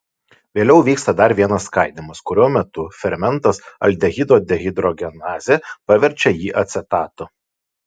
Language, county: Lithuanian, Šiauliai